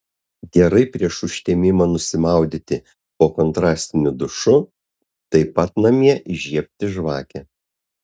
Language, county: Lithuanian, Utena